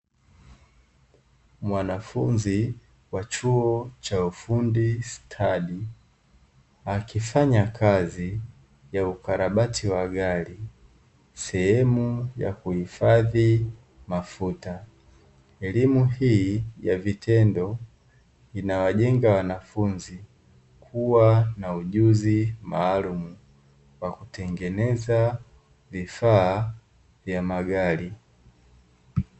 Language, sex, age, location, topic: Swahili, male, 18-24, Dar es Salaam, education